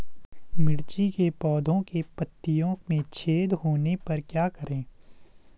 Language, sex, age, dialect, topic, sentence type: Hindi, male, 18-24, Garhwali, agriculture, question